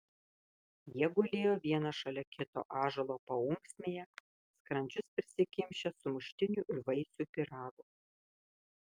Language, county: Lithuanian, Kaunas